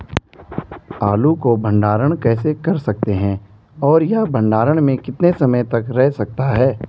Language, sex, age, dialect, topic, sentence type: Hindi, male, 25-30, Garhwali, agriculture, question